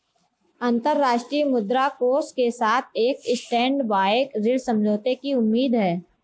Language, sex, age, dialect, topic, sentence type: Hindi, female, 25-30, Marwari Dhudhari, banking, statement